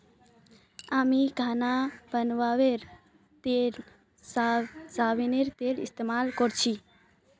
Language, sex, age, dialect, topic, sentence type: Magahi, female, 18-24, Northeastern/Surjapuri, agriculture, statement